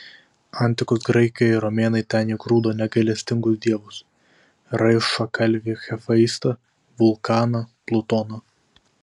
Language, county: Lithuanian, Vilnius